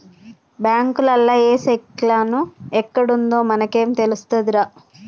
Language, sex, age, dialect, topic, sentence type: Telugu, female, 31-35, Telangana, banking, statement